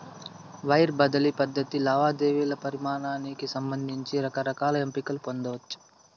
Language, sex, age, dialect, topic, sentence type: Telugu, male, 18-24, Southern, banking, statement